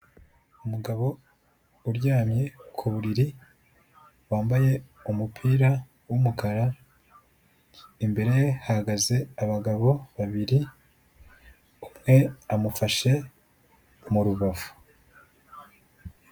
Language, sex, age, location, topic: Kinyarwanda, male, 25-35, Kigali, health